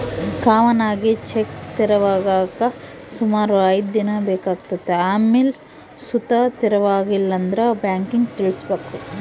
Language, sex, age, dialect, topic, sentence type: Kannada, female, 41-45, Central, banking, statement